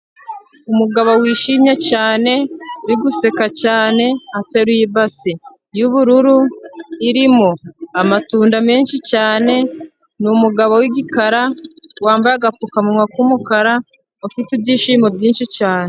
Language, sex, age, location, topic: Kinyarwanda, female, 25-35, Musanze, agriculture